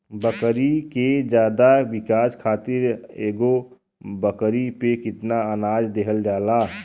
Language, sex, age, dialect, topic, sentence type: Bhojpuri, male, 31-35, Western, agriculture, question